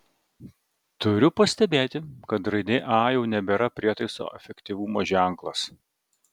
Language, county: Lithuanian, Vilnius